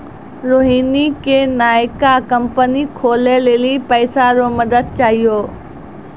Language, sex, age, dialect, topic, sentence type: Maithili, female, 60-100, Angika, banking, statement